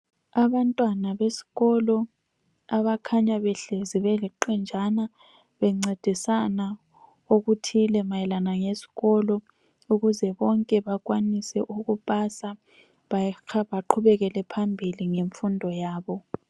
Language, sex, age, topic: North Ndebele, female, 25-35, education